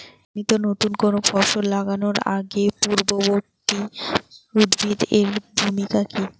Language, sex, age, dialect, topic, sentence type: Bengali, female, 18-24, Rajbangshi, agriculture, question